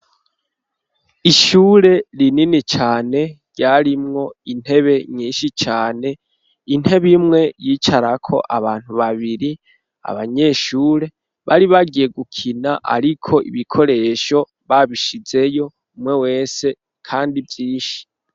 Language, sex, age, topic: Rundi, male, 18-24, education